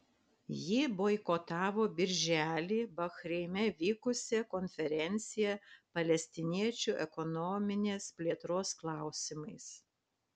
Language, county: Lithuanian, Panevėžys